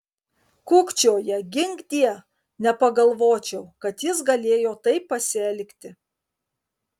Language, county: Lithuanian, Kaunas